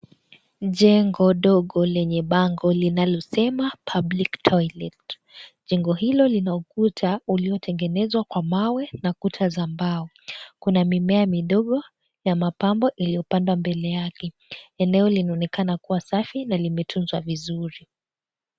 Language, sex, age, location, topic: Swahili, female, 18-24, Kisii, health